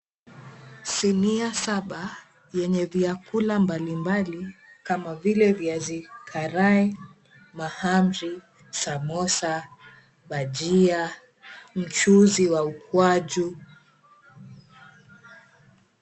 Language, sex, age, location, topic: Swahili, female, 18-24, Mombasa, agriculture